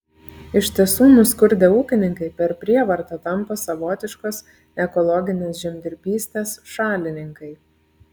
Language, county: Lithuanian, Klaipėda